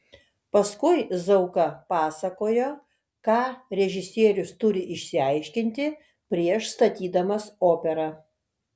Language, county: Lithuanian, Kaunas